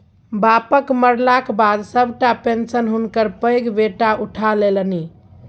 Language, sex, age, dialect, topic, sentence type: Maithili, female, 41-45, Bajjika, banking, statement